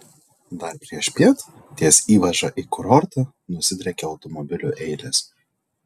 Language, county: Lithuanian, Telšiai